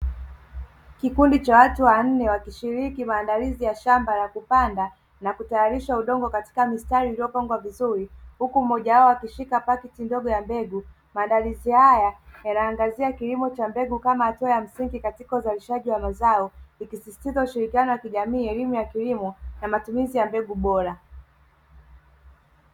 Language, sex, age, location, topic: Swahili, male, 18-24, Dar es Salaam, agriculture